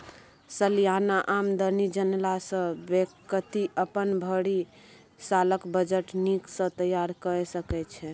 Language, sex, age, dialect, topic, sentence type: Maithili, female, 25-30, Bajjika, banking, statement